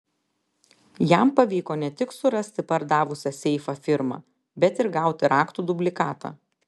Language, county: Lithuanian, Telšiai